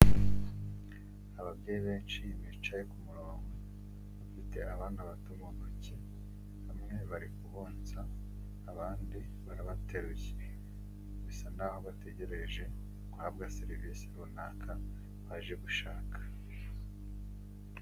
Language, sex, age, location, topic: Kinyarwanda, male, 25-35, Huye, health